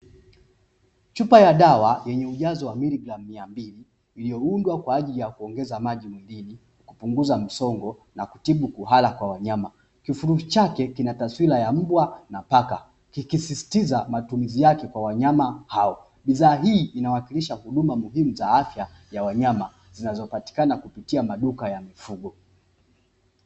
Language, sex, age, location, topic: Swahili, male, 25-35, Dar es Salaam, agriculture